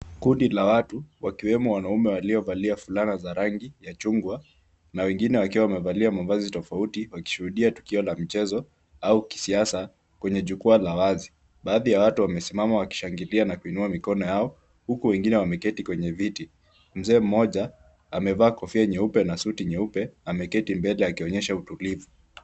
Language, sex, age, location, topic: Swahili, male, 18-24, Kisumu, government